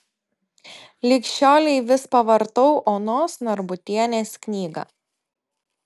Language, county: Lithuanian, Telšiai